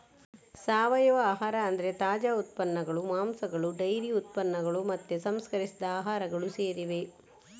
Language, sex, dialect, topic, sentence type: Kannada, female, Coastal/Dakshin, agriculture, statement